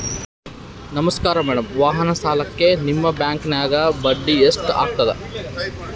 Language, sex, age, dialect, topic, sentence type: Kannada, male, 31-35, Central, banking, question